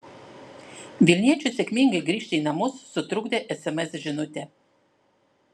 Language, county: Lithuanian, Klaipėda